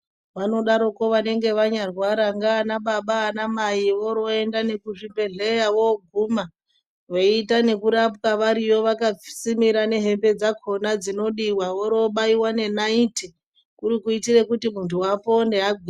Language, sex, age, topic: Ndau, female, 25-35, health